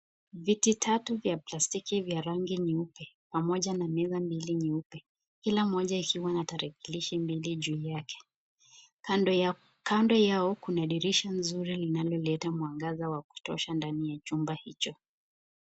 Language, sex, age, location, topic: Swahili, female, 25-35, Nakuru, education